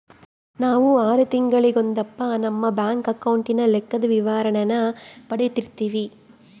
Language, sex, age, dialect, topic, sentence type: Kannada, female, 31-35, Central, banking, statement